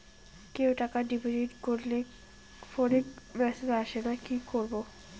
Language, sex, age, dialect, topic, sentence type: Bengali, female, 18-24, Rajbangshi, banking, question